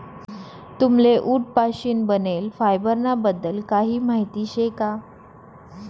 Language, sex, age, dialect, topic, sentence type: Marathi, female, 25-30, Northern Konkan, agriculture, statement